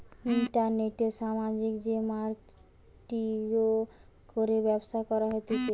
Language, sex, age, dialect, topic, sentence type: Bengali, female, 18-24, Western, banking, statement